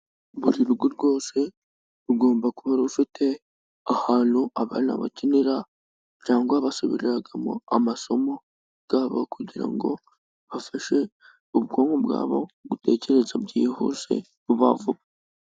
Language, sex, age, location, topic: Kinyarwanda, female, 36-49, Musanze, education